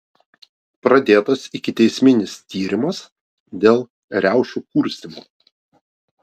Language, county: Lithuanian, Vilnius